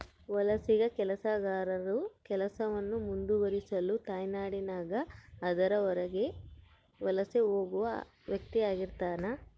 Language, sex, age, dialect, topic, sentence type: Kannada, female, 18-24, Central, agriculture, statement